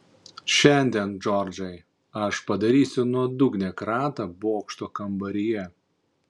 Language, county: Lithuanian, Panevėžys